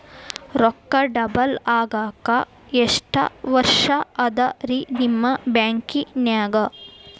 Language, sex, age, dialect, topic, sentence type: Kannada, female, 18-24, Dharwad Kannada, banking, question